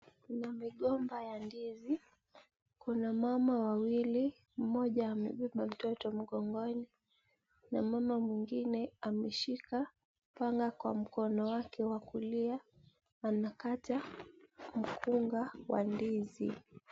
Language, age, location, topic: Swahili, 18-24, Mombasa, agriculture